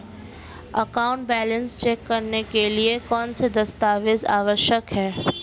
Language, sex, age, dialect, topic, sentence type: Hindi, female, 18-24, Marwari Dhudhari, banking, question